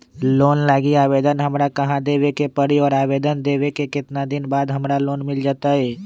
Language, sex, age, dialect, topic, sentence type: Magahi, male, 25-30, Western, banking, question